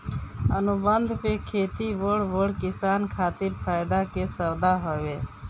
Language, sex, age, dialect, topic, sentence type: Bhojpuri, female, 36-40, Northern, agriculture, statement